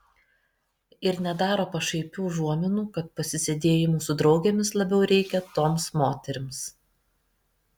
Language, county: Lithuanian, Kaunas